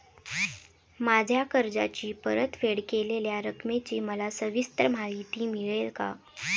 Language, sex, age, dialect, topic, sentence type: Marathi, female, 18-24, Standard Marathi, banking, question